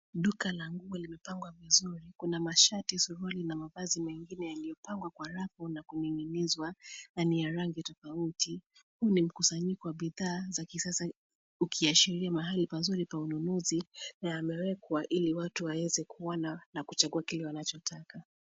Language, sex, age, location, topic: Swahili, female, 25-35, Nairobi, finance